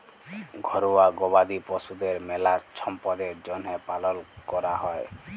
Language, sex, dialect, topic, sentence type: Bengali, male, Jharkhandi, agriculture, statement